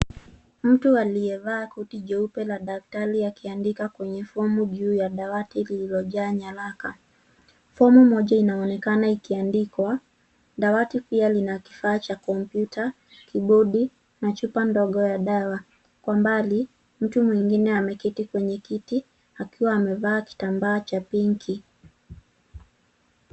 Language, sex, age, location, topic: Swahili, female, 18-24, Nairobi, health